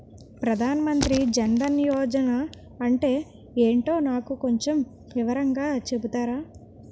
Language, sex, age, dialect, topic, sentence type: Telugu, female, 18-24, Utterandhra, banking, question